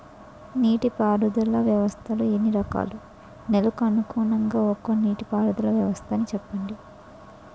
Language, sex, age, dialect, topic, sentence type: Telugu, female, 18-24, Utterandhra, agriculture, question